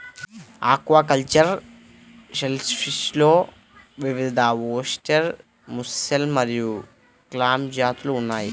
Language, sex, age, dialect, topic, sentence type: Telugu, male, 60-100, Central/Coastal, agriculture, statement